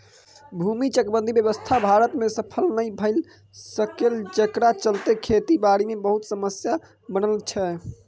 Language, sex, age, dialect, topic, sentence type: Maithili, male, 18-24, Bajjika, agriculture, statement